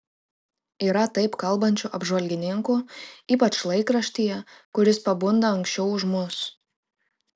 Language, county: Lithuanian, Klaipėda